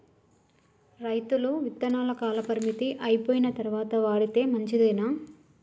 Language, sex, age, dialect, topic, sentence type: Telugu, male, 36-40, Telangana, agriculture, question